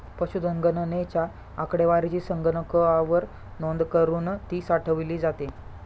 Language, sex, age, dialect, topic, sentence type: Marathi, male, 25-30, Standard Marathi, agriculture, statement